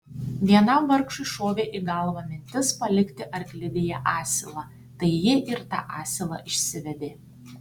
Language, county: Lithuanian, Tauragė